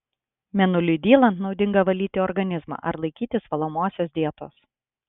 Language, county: Lithuanian, Klaipėda